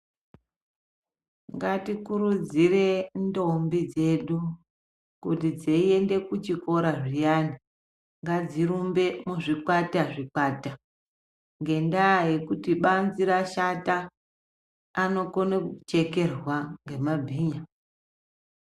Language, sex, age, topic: Ndau, male, 25-35, education